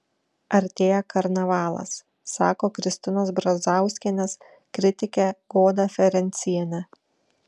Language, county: Lithuanian, Šiauliai